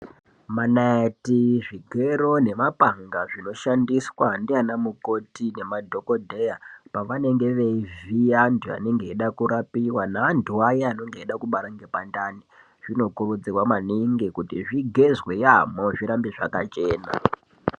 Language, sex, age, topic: Ndau, female, 25-35, health